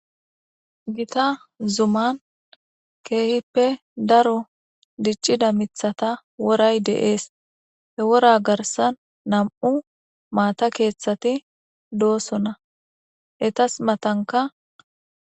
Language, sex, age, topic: Gamo, female, 18-24, government